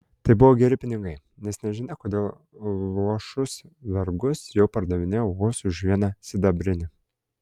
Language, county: Lithuanian, Klaipėda